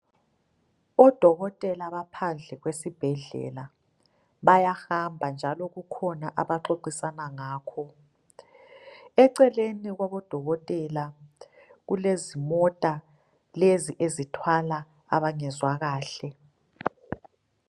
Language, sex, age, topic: North Ndebele, female, 25-35, health